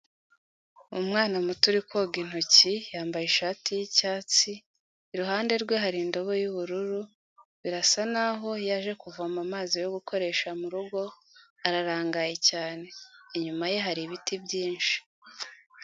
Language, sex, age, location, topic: Kinyarwanda, female, 18-24, Kigali, health